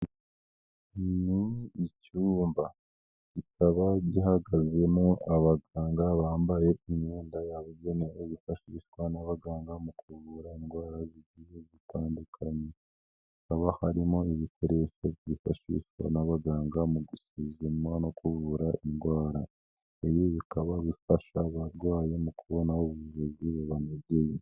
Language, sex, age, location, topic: Kinyarwanda, male, 18-24, Nyagatare, health